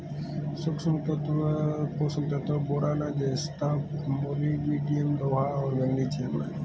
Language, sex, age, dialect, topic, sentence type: Hindi, male, 18-24, Marwari Dhudhari, agriculture, statement